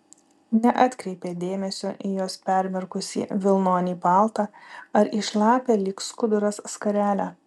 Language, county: Lithuanian, Vilnius